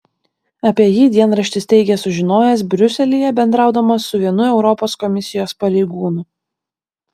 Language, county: Lithuanian, Vilnius